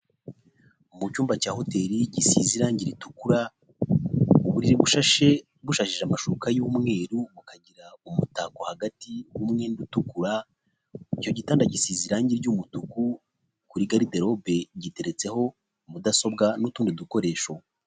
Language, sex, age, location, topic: Kinyarwanda, male, 25-35, Nyagatare, finance